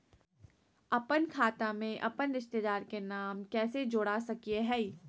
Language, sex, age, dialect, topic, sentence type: Magahi, female, 18-24, Southern, banking, question